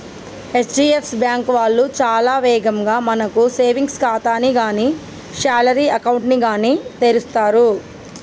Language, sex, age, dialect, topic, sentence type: Telugu, male, 18-24, Telangana, banking, statement